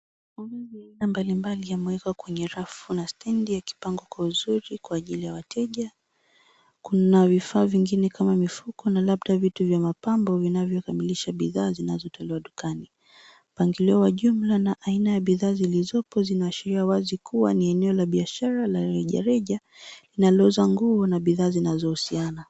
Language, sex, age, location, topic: Swahili, female, 18-24, Nairobi, finance